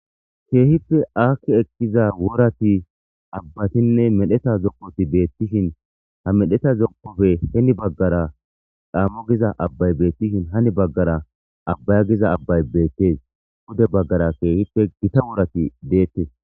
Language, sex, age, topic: Gamo, male, 18-24, government